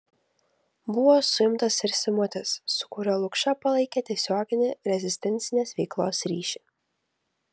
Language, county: Lithuanian, Kaunas